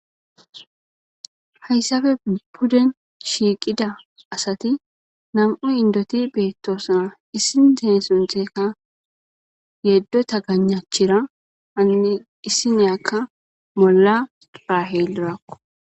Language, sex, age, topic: Gamo, female, 25-35, government